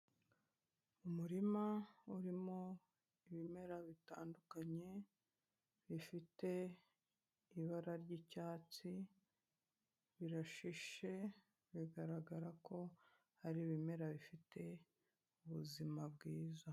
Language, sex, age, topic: Kinyarwanda, female, 25-35, health